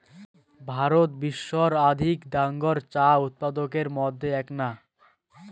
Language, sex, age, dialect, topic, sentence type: Bengali, male, 18-24, Rajbangshi, agriculture, statement